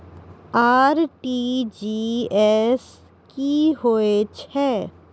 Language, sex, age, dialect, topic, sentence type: Maithili, female, 41-45, Angika, banking, question